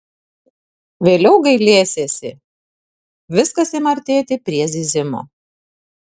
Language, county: Lithuanian, Tauragė